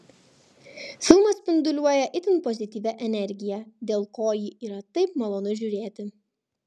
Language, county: Lithuanian, Kaunas